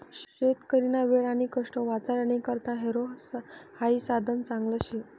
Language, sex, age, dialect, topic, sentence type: Marathi, female, 51-55, Northern Konkan, agriculture, statement